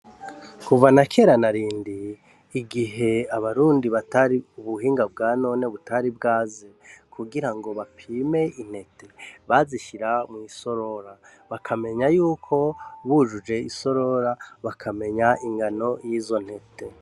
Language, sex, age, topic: Rundi, male, 36-49, agriculture